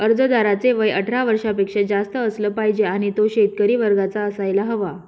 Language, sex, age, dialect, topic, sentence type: Marathi, male, 18-24, Northern Konkan, agriculture, statement